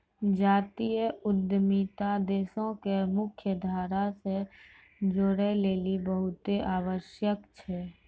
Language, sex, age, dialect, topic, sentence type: Maithili, female, 18-24, Angika, banking, statement